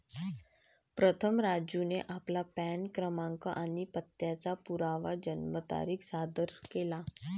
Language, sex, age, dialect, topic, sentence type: Marathi, female, 25-30, Varhadi, banking, statement